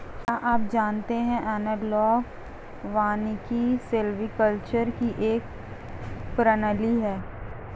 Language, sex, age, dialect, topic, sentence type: Hindi, female, 18-24, Marwari Dhudhari, agriculture, statement